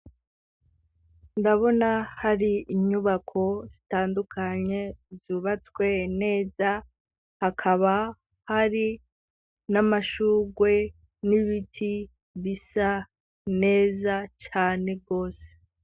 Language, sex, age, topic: Rundi, female, 18-24, education